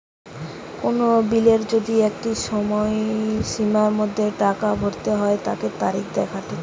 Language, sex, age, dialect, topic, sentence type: Bengali, female, 18-24, Western, banking, statement